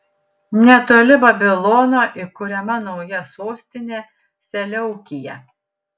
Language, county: Lithuanian, Panevėžys